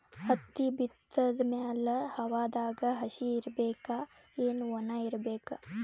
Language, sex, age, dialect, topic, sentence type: Kannada, female, 18-24, Northeastern, agriculture, question